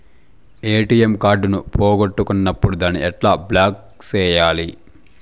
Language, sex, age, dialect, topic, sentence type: Telugu, male, 18-24, Southern, banking, question